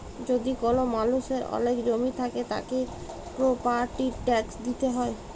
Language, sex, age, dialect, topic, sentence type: Bengali, female, 31-35, Jharkhandi, banking, statement